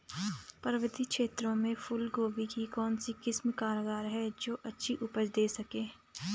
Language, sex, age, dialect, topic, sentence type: Hindi, female, 25-30, Garhwali, agriculture, question